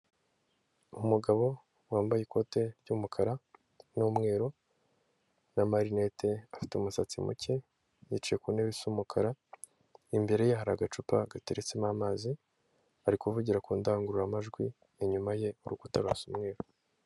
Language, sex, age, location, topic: Kinyarwanda, male, 18-24, Kigali, government